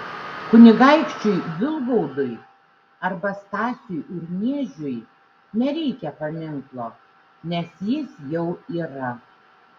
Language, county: Lithuanian, Šiauliai